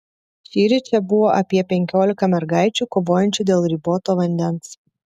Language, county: Lithuanian, Telšiai